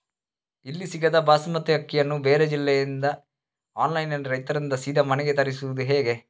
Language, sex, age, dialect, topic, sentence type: Kannada, male, 36-40, Coastal/Dakshin, agriculture, question